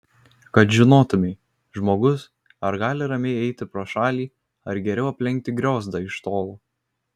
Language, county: Lithuanian, Kaunas